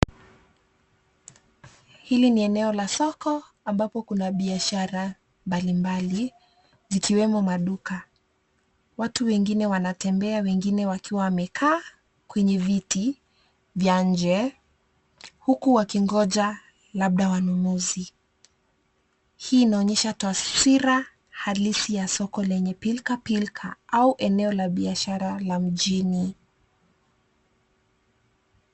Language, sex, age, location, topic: Swahili, female, 25-35, Nairobi, finance